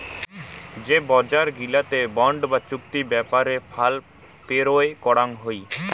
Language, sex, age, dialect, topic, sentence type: Bengali, male, 18-24, Rajbangshi, banking, statement